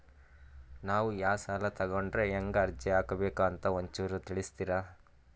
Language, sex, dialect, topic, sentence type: Kannada, male, Northeastern, banking, question